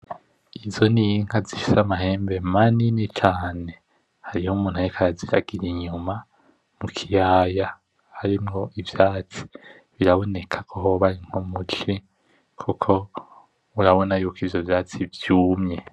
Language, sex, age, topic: Rundi, male, 18-24, agriculture